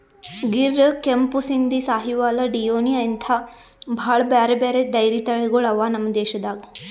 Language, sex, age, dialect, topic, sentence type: Kannada, female, 18-24, Northeastern, agriculture, statement